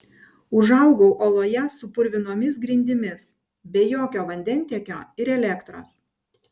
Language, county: Lithuanian, Panevėžys